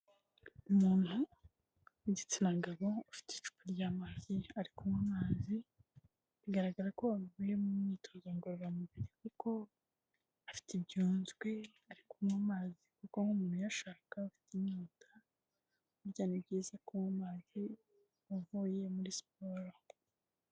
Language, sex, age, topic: Kinyarwanda, female, 18-24, health